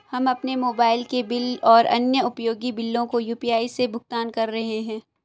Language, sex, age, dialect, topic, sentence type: Hindi, female, 18-24, Marwari Dhudhari, banking, statement